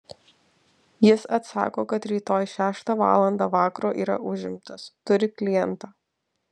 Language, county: Lithuanian, Alytus